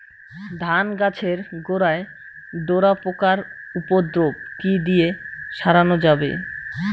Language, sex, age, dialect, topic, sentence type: Bengali, male, 25-30, Rajbangshi, agriculture, question